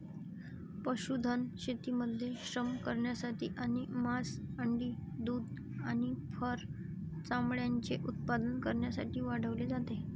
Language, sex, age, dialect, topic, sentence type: Marathi, female, 18-24, Varhadi, agriculture, statement